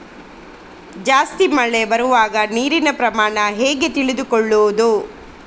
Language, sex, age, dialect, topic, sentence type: Kannada, female, 36-40, Coastal/Dakshin, agriculture, question